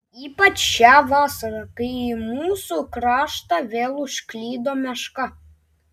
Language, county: Lithuanian, Klaipėda